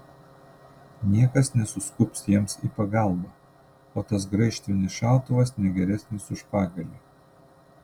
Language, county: Lithuanian, Panevėžys